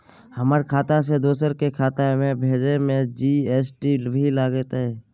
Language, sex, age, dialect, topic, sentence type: Maithili, male, 31-35, Bajjika, banking, question